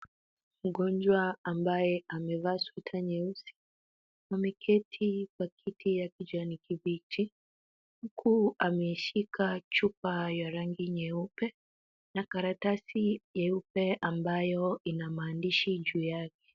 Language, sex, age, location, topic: Swahili, female, 25-35, Kisumu, health